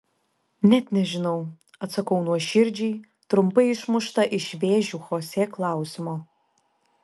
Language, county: Lithuanian, Šiauliai